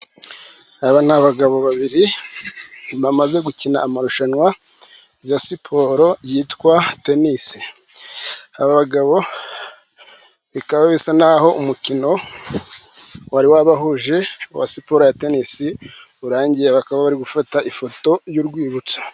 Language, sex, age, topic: Kinyarwanda, male, 36-49, government